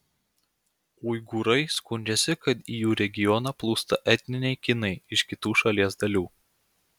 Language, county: Lithuanian, Klaipėda